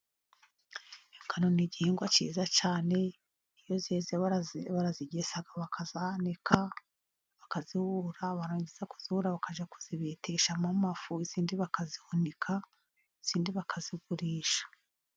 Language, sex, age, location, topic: Kinyarwanda, female, 50+, Musanze, agriculture